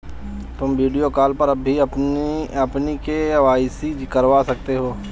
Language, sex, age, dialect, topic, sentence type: Hindi, male, 25-30, Marwari Dhudhari, banking, statement